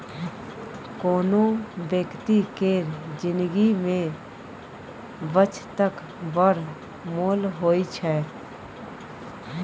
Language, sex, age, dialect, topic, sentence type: Maithili, female, 31-35, Bajjika, banking, statement